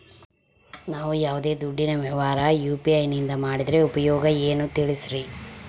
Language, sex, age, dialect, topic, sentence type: Kannada, female, 25-30, Central, banking, question